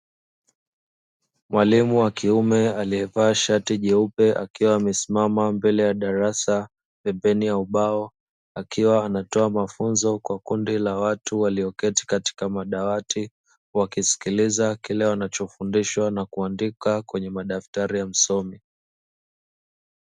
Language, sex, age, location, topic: Swahili, male, 25-35, Dar es Salaam, education